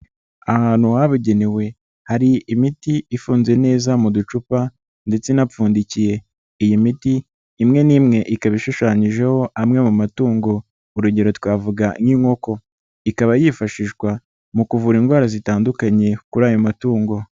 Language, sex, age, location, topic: Kinyarwanda, male, 25-35, Nyagatare, agriculture